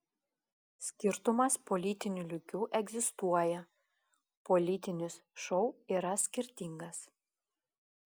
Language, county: Lithuanian, Klaipėda